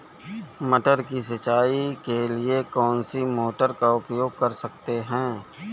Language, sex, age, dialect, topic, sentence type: Hindi, male, 36-40, Awadhi Bundeli, agriculture, question